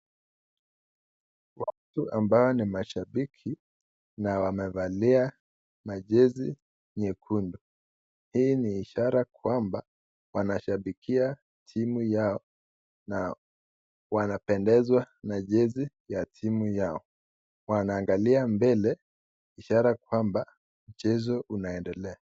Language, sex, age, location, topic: Swahili, male, 25-35, Nakuru, government